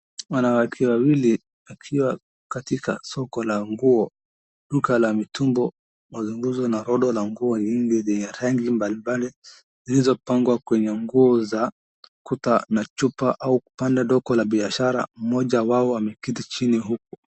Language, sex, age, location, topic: Swahili, male, 18-24, Wajir, finance